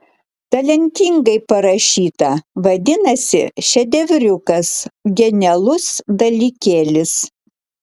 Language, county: Lithuanian, Klaipėda